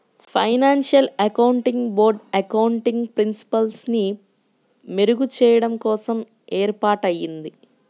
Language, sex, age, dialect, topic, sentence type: Telugu, male, 25-30, Central/Coastal, banking, statement